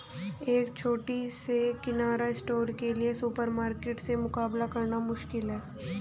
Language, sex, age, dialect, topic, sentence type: Hindi, female, 18-24, Hindustani Malvi Khadi Boli, agriculture, statement